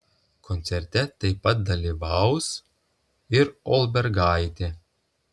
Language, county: Lithuanian, Telšiai